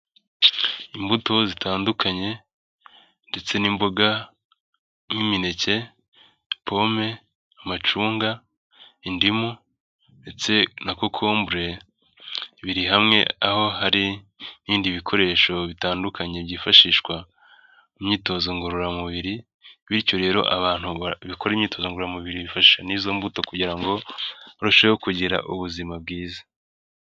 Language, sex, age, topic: Kinyarwanda, male, 25-35, health